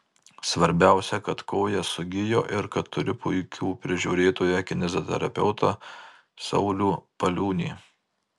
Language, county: Lithuanian, Marijampolė